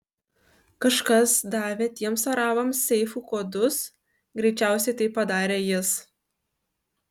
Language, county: Lithuanian, Kaunas